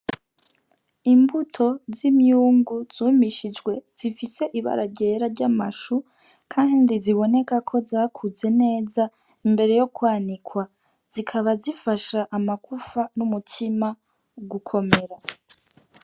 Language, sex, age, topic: Rundi, female, 18-24, agriculture